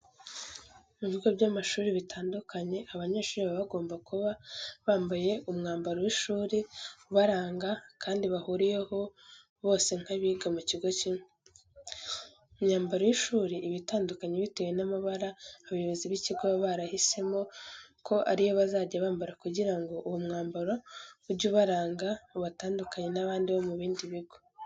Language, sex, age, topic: Kinyarwanda, female, 18-24, education